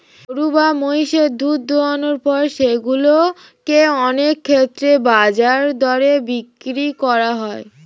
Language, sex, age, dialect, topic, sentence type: Bengali, female, 18-24, Standard Colloquial, agriculture, statement